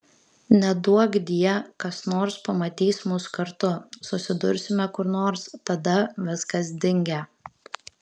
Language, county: Lithuanian, Kaunas